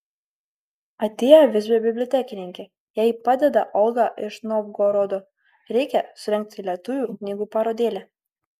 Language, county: Lithuanian, Kaunas